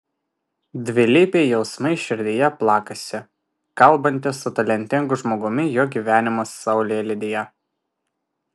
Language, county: Lithuanian, Vilnius